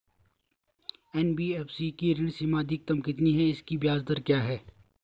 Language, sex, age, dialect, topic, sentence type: Hindi, male, 36-40, Garhwali, banking, question